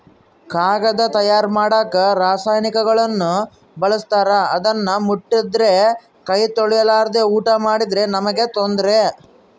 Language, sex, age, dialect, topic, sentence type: Kannada, male, 41-45, Central, agriculture, statement